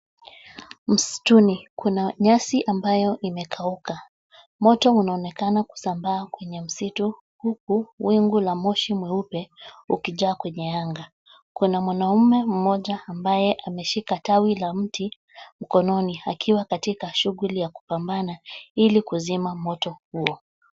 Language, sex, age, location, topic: Swahili, female, 25-35, Nairobi, health